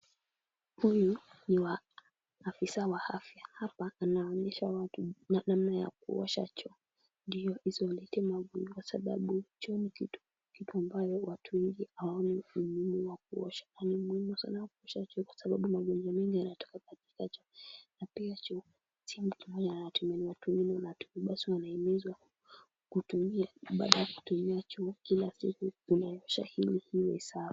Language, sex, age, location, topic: Swahili, female, 18-24, Kisumu, health